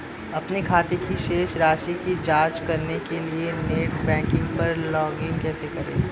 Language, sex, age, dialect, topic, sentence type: Hindi, male, 18-24, Marwari Dhudhari, banking, question